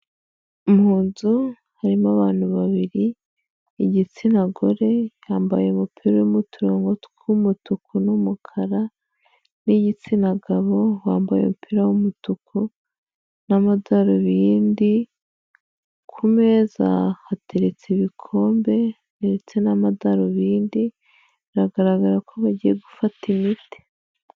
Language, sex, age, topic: Kinyarwanda, female, 25-35, health